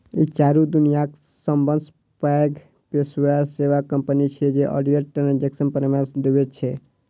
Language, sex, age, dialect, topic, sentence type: Maithili, male, 18-24, Eastern / Thethi, banking, statement